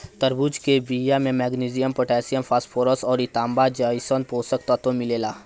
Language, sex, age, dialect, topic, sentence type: Bhojpuri, male, 18-24, Northern, agriculture, statement